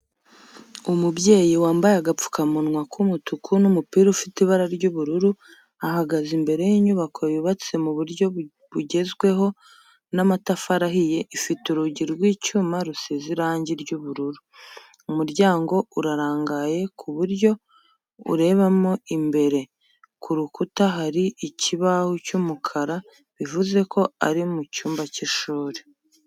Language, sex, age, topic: Kinyarwanda, female, 25-35, education